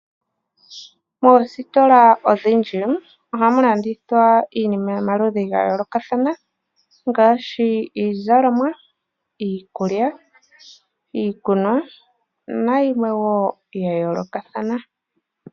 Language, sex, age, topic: Oshiwambo, female, 18-24, finance